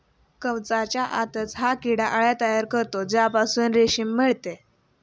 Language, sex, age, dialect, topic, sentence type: Marathi, female, 18-24, Standard Marathi, agriculture, statement